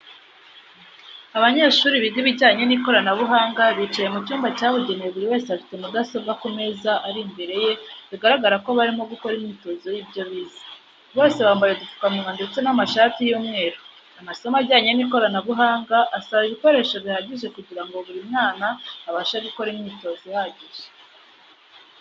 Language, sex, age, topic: Kinyarwanda, female, 18-24, education